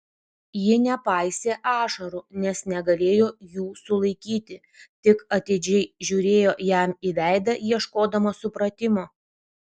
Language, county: Lithuanian, Vilnius